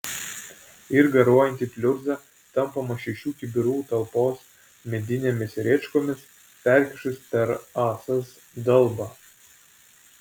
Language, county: Lithuanian, Vilnius